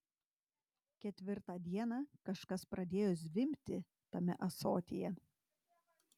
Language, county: Lithuanian, Tauragė